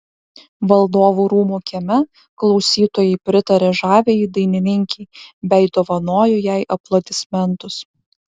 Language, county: Lithuanian, Vilnius